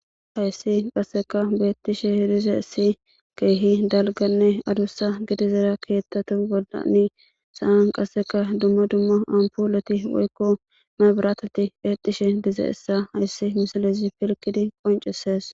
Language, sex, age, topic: Gamo, male, 18-24, government